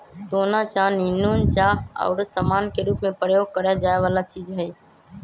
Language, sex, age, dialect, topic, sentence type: Magahi, female, 18-24, Western, banking, statement